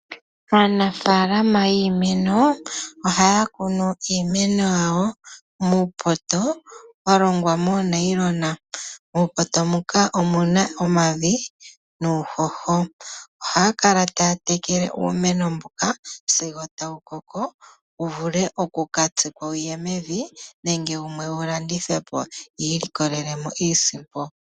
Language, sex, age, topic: Oshiwambo, male, 18-24, agriculture